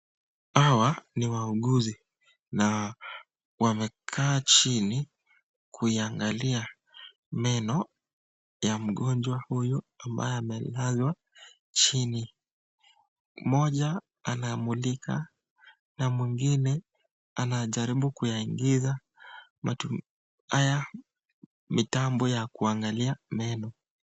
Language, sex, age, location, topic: Swahili, male, 25-35, Nakuru, health